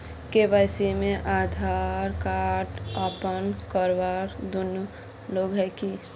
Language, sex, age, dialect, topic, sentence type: Magahi, female, 41-45, Northeastern/Surjapuri, banking, question